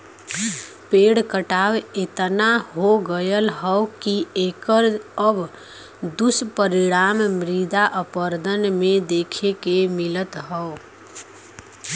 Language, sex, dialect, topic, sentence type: Bhojpuri, female, Western, agriculture, statement